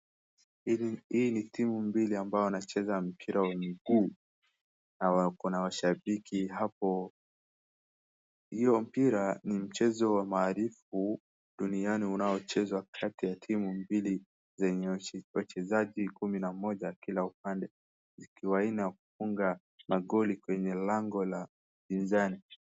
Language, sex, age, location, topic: Swahili, male, 18-24, Wajir, government